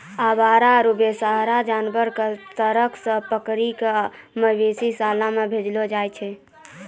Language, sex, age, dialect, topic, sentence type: Maithili, female, 18-24, Angika, agriculture, statement